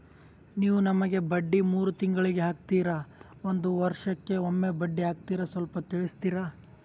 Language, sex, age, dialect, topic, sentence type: Kannada, male, 18-24, Northeastern, banking, question